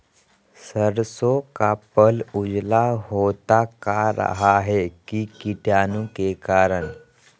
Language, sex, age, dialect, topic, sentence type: Magahi, male, 31-35, Southern, agriculture, question